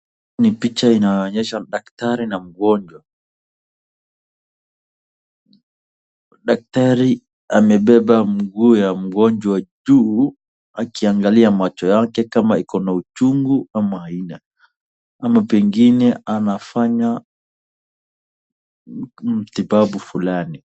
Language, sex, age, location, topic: Swahili, male, 25-35, Wajir, health